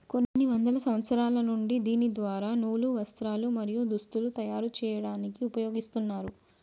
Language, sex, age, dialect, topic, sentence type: Telugu, female, 18-24, Telangana, agriculture, statement